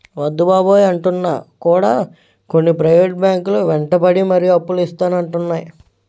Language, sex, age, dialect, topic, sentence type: Telugu, male, 18-24, Utterandhra, banking, statement